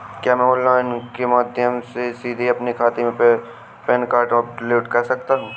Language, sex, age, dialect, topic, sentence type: Hindi, male, 18-24, Awadhi Bundeli, banking, question